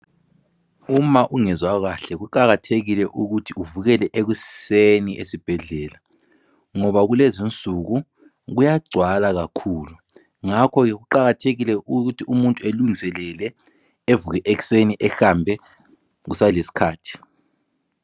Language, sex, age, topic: North Ndebele, male, 36-49, health